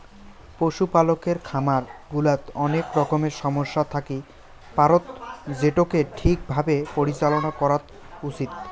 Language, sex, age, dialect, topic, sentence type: Bengali, male, 18-24, Rajbangshi, agriculture, statement